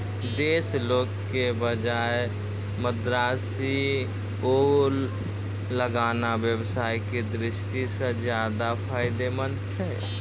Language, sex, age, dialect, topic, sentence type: Maithili, male, 31-35, Angika, agriculture, statement